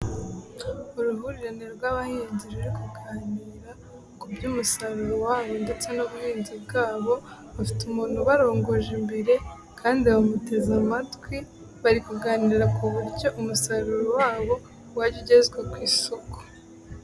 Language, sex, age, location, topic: Kinyarwanda, female, 18-24, Musanze, agriculture